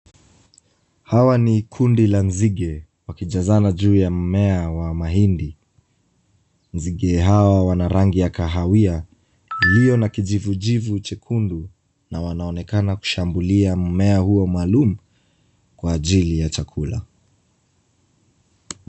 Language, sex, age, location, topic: Swahili, male, 25-35, Kisumu, health